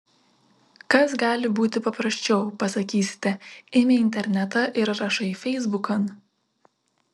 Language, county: Lithuanian, Vilnius